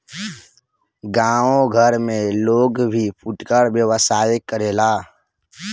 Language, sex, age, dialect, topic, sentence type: Bhojpuri, male, <18, Northern, agriculture, statement